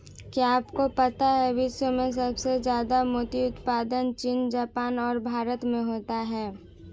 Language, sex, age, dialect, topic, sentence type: Hindi, female, 18-24, Marwari Dhudhari, agriculture, statement